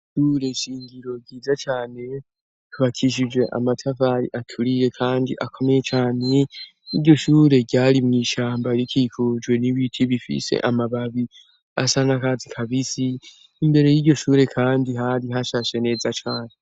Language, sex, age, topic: Rundi, male, 18-24, education